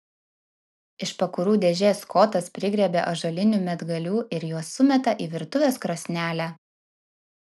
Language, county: Lithuanian, Vilnius